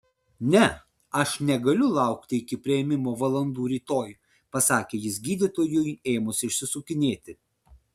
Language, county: Lithuanian, Vilnius